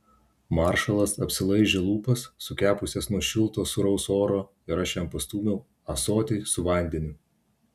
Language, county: Lithuanian, Vilnius